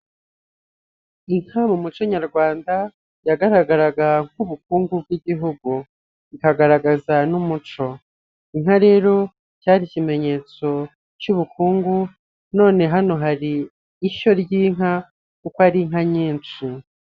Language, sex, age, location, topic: Kinyarwanda, male, 25-35, Nyagatare, agriculture